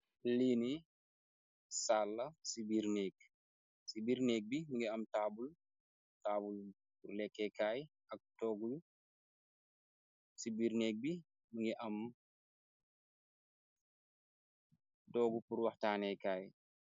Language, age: Wolof, 25-35